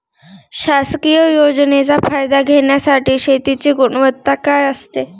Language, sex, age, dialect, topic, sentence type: Marathi, female, 31-35, Northern Konkan, agriculture, question